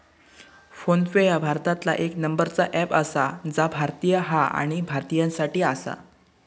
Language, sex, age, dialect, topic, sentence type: Marathi, male, 18-24, Southern Konkan, banking, statement